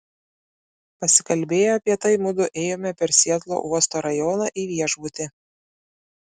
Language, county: Lithuanian, Klaipėda